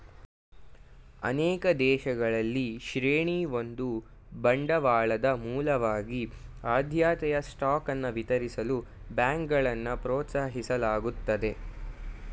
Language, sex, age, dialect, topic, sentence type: Kannada, male, 18-24, Mysore Kannada, banking, statement